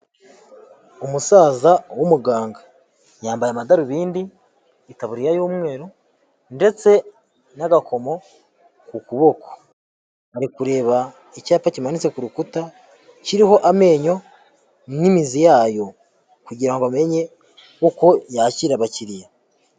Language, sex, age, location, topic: Kinyarwanda, male, 18-24, Huye, health